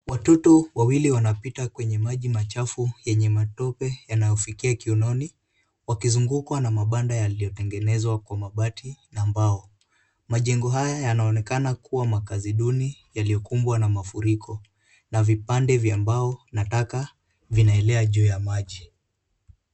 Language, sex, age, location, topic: Swahili, male, 18-24, Kisumu, health